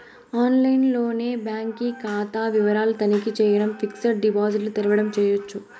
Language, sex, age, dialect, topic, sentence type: Telugu, female, 18-24, Southern, banking, statement